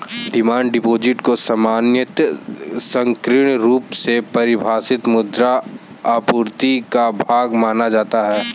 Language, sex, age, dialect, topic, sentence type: Hindi, male, 18-24, Kanauji Braj Bhasha, banking, statement